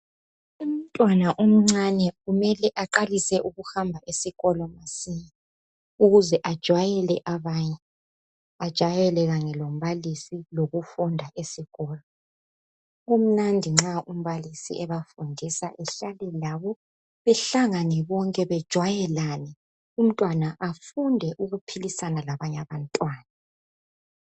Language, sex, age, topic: North Ndebele, female, 25-35, education